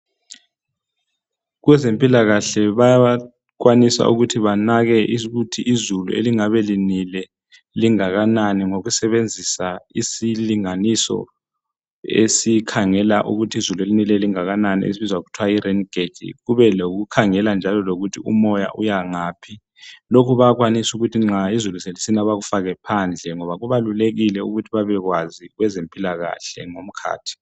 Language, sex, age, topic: North Ndebele, male, 36-49, health